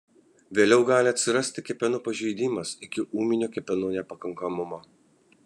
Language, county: Lithuanian, Kaunas